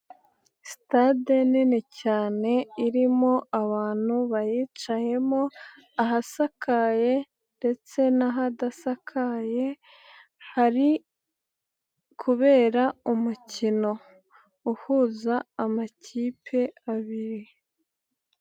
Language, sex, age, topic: Kinyarwanda, female, 18-24, government